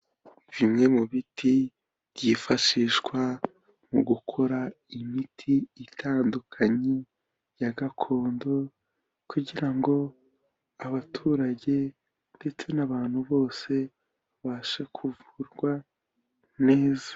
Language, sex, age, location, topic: Kinyarwanda, male, 18-24, Kigali, health